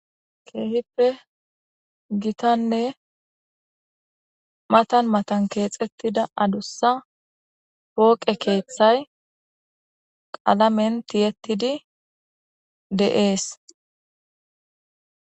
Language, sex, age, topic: Gamo, female, 25-35, government